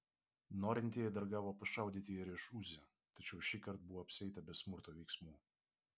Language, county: Lithuanian, Vilnius